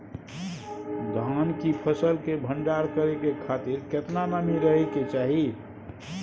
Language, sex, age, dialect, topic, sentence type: Maithili, male, 60-100, Bajjika, agriculture, question